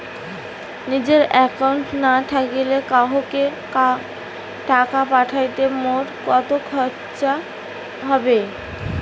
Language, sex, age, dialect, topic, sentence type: Bengali, female, 25-30, Rajbangshi, banking, question